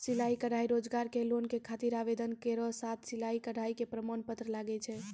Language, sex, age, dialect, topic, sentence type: Maithili, female, 18-24, Angika, banking, question